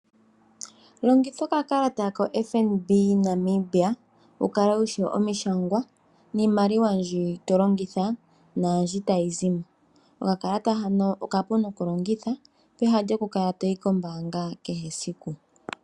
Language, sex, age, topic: Oshiwambo, female, 25-35, finance